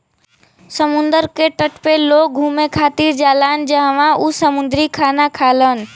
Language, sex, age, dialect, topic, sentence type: Bhojpuri, female, <18, Western, agriculture, statement